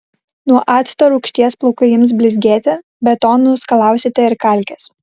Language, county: Lithuanian, Kaunas